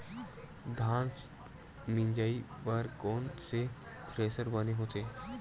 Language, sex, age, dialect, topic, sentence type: Chhattisgarhi, male, 18-24, Western/Budati/Khatahi, agriculture, question